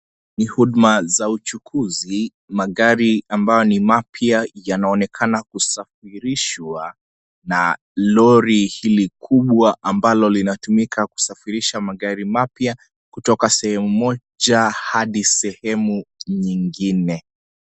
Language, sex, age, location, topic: Swahili, male, 25-35, Kisii, finance